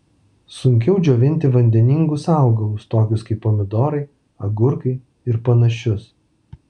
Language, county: Lithuanian, Vilnius